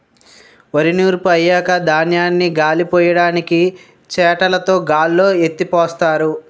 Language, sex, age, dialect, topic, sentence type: Telugu, male, 60-100, Utterandhra, agriculture, statement